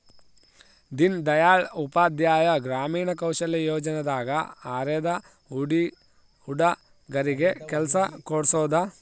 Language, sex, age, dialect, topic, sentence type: Kannada, male, 25-30, Central, banking, statement